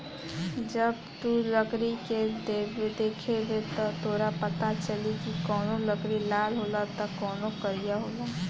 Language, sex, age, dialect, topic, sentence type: Bhojpuri, female, <18, Southern / Standard, agriculture, statement